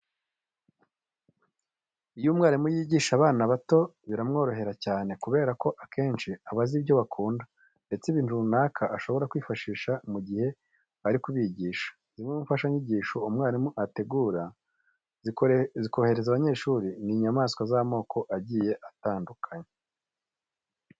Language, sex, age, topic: Kinyarwanda, male, 25-35, education